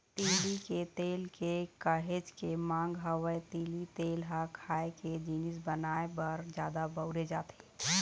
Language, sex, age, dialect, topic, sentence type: Chhattisgarhi, female, 36-40, Eastern, agriculture, statement